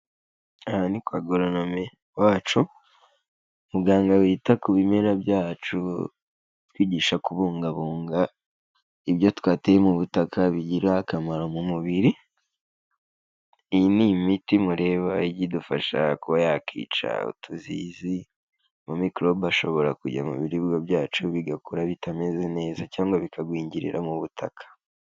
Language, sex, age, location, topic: Kinyarwanda, male, 18-24, Kigali, agriculture